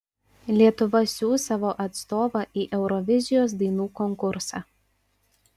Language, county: Lithuanian, Panevėžys